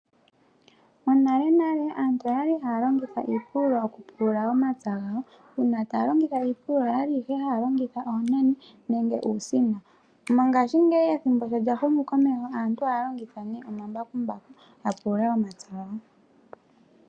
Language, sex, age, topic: Oshiwambo, female, 18-24, agriculture